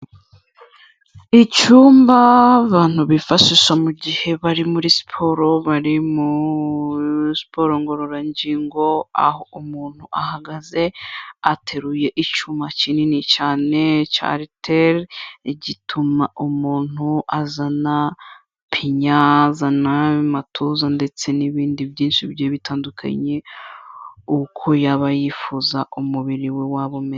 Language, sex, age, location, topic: Kinyarwanda, female, 25-35, Kigali, health